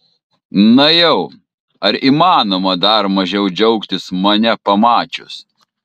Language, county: Lithuanian, Kaunas